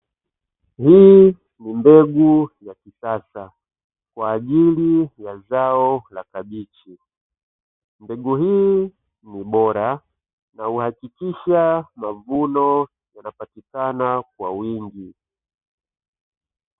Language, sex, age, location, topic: Swahili, male, 25-35, Dar es Salaam, agriculture